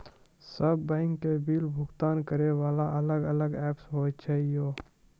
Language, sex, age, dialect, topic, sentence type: Maithili, male, 18-24, Angika, banking, question